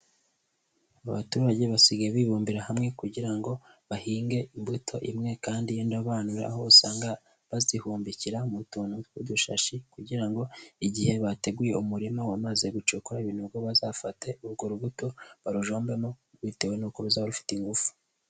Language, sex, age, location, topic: Kinyarwanda, male, 18-24, Huye, agriculture